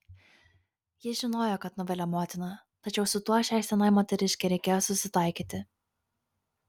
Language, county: Lithuanian, Kaunas